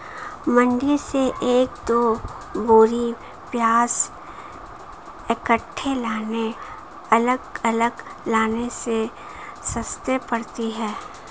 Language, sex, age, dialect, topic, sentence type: Hindi, female, 25-30, Marwari Dhudhari, agriculture, statement